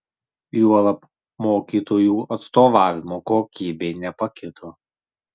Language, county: Lithuanian, Marijampolė